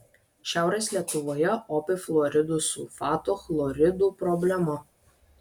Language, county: Lithuanian, Vilnius